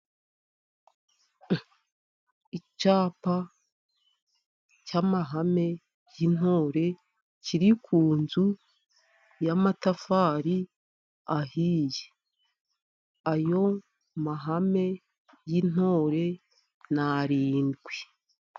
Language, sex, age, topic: Kinyarwanda, female, 50+, education